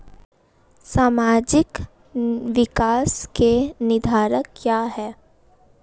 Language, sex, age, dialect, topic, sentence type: Hindi, female, 18-24, Marwari Dhudhari, banking, question